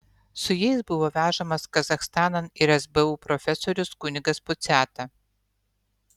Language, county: Lithuanian, Utena